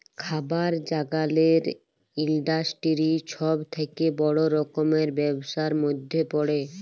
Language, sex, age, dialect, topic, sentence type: Bengali, female, 41-45, Jharkhandi, agriculture, statement